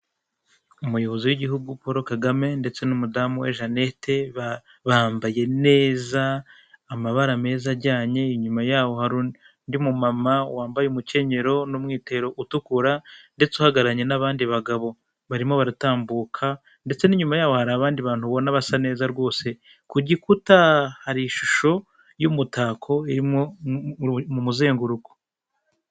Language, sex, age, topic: Kinyarwanda, male, 25-35, government